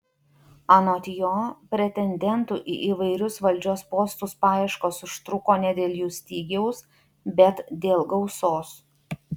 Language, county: Lithuanian, Utena